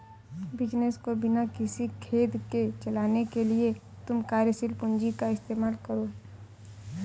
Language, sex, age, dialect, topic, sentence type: Hindi, female, 18-24, Awadhi Bundeli, banking, statement